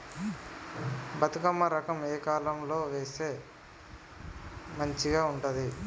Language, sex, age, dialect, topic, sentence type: Telugu, male, 18-24, Telangana, agriculture, question